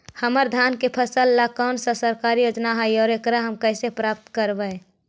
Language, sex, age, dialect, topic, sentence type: Magahi, male, 60-100, Central/Standard, agriculture, question